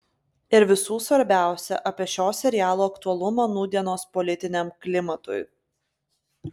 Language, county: Lithuanian, Klaipėda